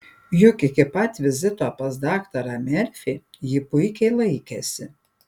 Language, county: Lithuanian, Panevėžys